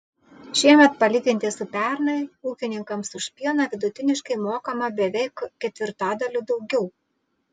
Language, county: Lithuanian, Vilnius